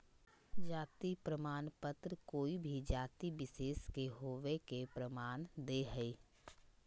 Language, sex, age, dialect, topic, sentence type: Magahi, female, 25-30, Southern, banking, statement